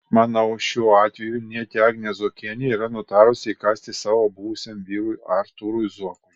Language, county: Lithuanian, Kaunas